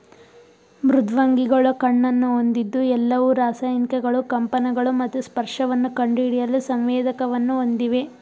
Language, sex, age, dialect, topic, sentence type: Kannada, female, 18-24, Mysore Kannada, agriculture, statement